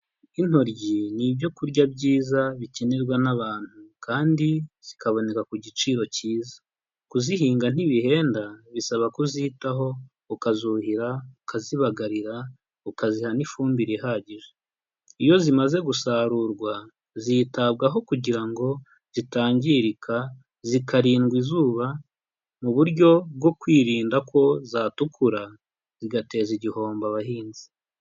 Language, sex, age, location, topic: Kinyarwanda, male, 25-35, Huye, agriculture